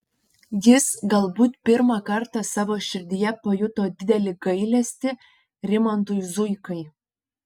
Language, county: Lithuanian, Panevėžys